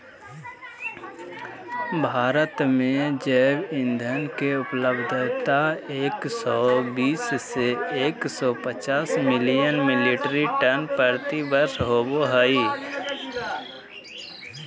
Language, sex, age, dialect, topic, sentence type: Magahi, male, 25-30, Southern, agriculture, statement